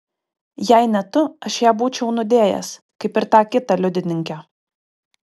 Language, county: Lithuanian, Kaunas